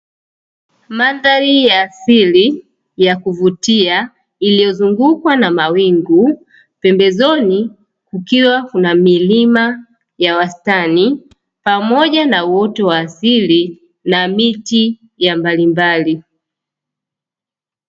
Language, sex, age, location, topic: Swahili, female, 25-35, Dar es Salaam, agriculture